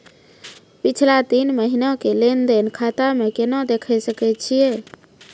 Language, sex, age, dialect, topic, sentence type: Maithili, female, 25-30, Angika, banking, question